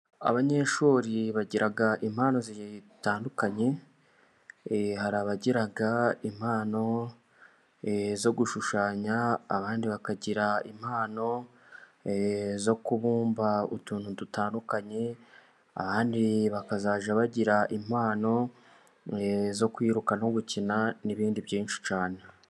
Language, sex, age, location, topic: Kinyarwanda, male, 18-24, Musanze, education